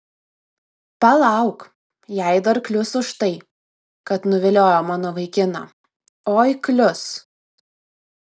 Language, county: Lithuanian, Vilnius